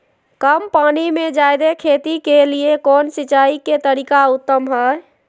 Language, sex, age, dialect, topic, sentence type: Magahi, female, 51-55, Southern, agriculture, question